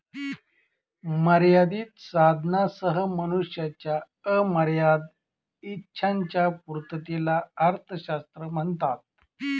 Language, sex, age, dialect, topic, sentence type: Marathi, male, 41-45, Northern Konkan, banking, statement